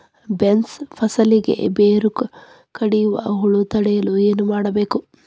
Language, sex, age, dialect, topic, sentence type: Kannada, female, 31-35, Dharwad Kannada, agriculture, question